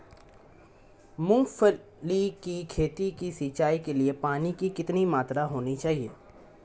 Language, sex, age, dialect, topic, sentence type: Hindi, male, 18-24, Marwari Dhudhari, agriculture, question